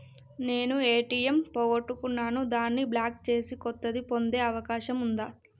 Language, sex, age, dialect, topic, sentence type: Telugu, female, 25-30, Telangana, banking, question